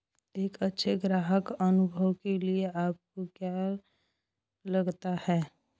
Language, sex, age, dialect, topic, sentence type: Hindi, male, 18-24, Hindustani Malvi Khadi Boli, banking, question